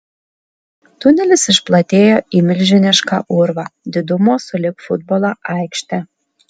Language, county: Lithuanian, Alytus